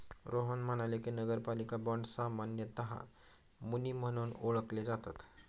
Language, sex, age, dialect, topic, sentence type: Marathi, male, 46-50, Standard Marathi, banking, statement